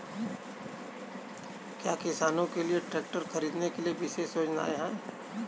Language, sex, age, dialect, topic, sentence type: Hindi, male, 31-35, Kanauji Braj Bhasha, agriculture, statement